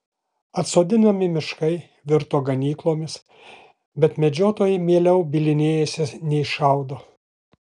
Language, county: Lithuanian, Alytus